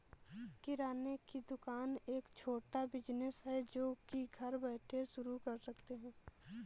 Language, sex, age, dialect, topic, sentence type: Hindi, female, 18-24, Awadhi Bundeli, banking, statement